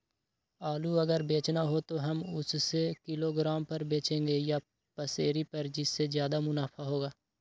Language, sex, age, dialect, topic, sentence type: Magahi, male, 51-55, Western, agriculture, question